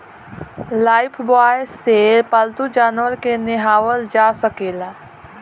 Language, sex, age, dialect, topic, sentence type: Bhojpuri, female, 18-24, Southern / Standard, agriculture, question